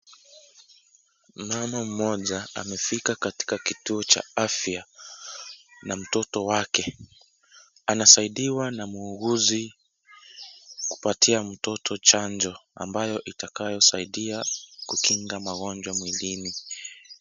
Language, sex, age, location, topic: Swahili, male, 25-35, Kisii, health